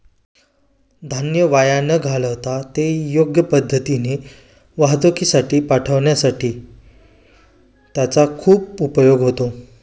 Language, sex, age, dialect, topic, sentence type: Marathi, male, 25-30, Standard Marathi, agriculture, statement